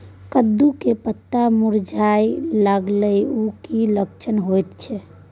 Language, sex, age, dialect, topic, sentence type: Maithili, female, 18-24, Bajjika, agriculture, question